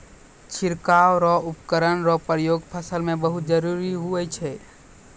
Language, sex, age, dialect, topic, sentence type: Maithili, male, 18-24, Angika, agriculture, statement